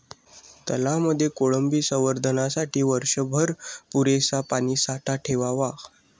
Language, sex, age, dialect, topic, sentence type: Marathi, male, 60-100, Standard Marathi, agriculture, statement